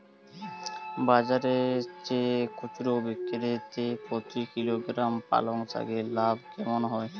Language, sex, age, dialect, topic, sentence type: Bengali, male, 18-24, Jharkhandi, agriculture, question